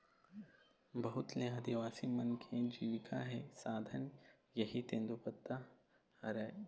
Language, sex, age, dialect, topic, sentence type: Chhattisgarhi, male, 18-24, Eastern, agriculture, statement